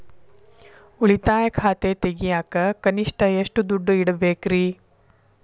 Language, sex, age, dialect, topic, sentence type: Kannada, female, 51-55, Dharwad Kannada, banking, question